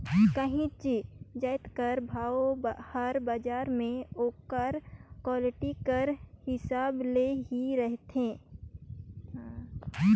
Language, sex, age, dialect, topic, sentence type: Chhattisgarhi, female, 25-30, Northern/Bhandar, agriculture, statement